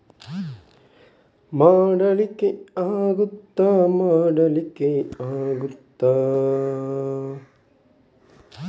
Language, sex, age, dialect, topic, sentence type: Kannada, male, 51-55, Coastal/Dakshin, banking, question